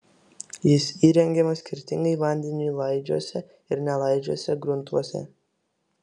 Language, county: Lithuanian, Vilnius